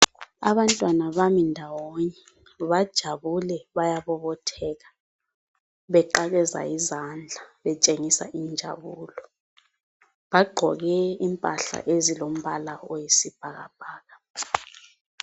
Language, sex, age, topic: North Ndebele, female, 25-35, health